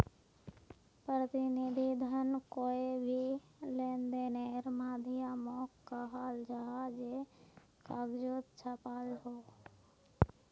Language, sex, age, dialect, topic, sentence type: Magahi, female, 56-60, Northeastern/Surjapuri, banking, statement